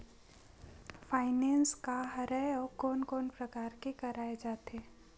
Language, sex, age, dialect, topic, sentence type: Chhattisgarhi, female, 60-100, Western/Budati/Khatahi, banking, question